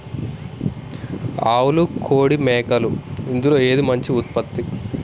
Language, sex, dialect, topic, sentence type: Telugu, male, Telangana, agriculture, question